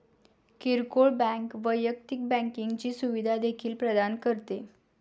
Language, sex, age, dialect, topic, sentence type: Marathi, female, 18-24, Standard Marathi, banking, statement